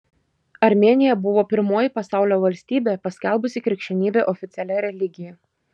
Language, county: Lithuanian, Šiauliai